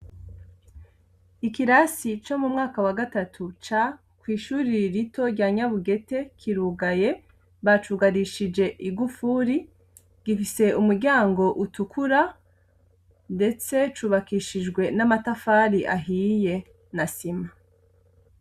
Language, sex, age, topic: Rundi, female, 25-35, education